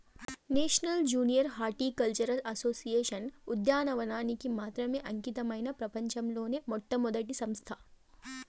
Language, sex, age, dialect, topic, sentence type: Telugu, female, 18-24, Southern, agriculture, statement